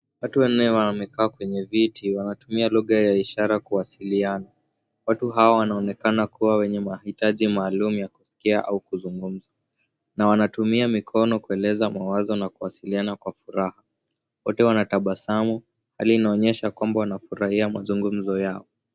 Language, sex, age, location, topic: Swahili, male, 18-24, Nairobi, education